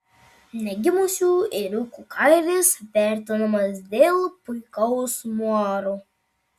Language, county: Lithuanian, Marijampolė